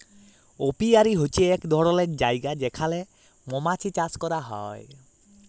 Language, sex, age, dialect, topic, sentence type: Bengali, male, 18-24, Jharkhandi, agriculture, statement